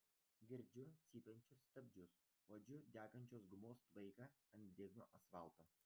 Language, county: Lithuanian, Vilnius